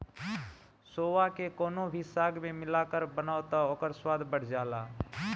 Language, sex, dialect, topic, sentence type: Bhojpuri, male, Northern, agriculture, statement